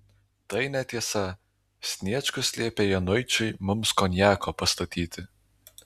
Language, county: Lithuanian, Alytus